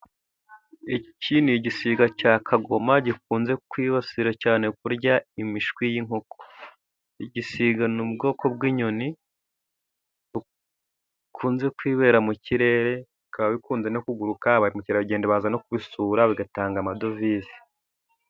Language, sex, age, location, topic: Kinyarwanda, male, 25-35, Musanze, agriculture